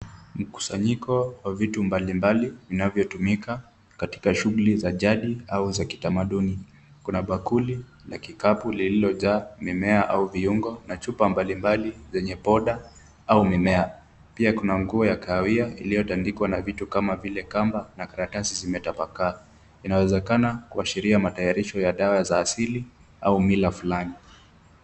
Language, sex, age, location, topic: Swahili, male, 18-24, Kisumu, health